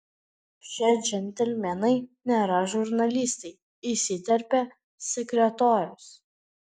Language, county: Lithuanian, Panevėžys